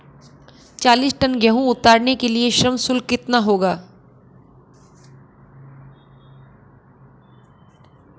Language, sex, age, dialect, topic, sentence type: Hindi, female, 25-30, Marwari Dhudhari, agriculture, question